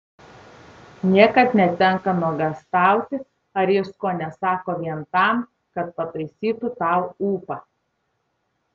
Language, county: Lithuanian, Tauragė